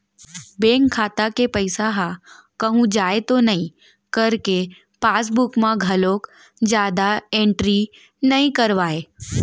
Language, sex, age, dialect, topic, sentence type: Chhattisgarhi, female, 60-100, Central, banking, statement